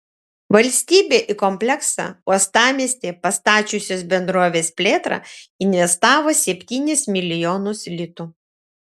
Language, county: Lithuanian, Šiauliai